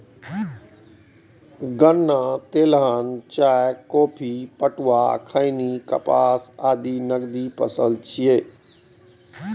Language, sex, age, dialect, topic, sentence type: Maithili, male, 41-45, Eastern / Thethi, agriculture, statement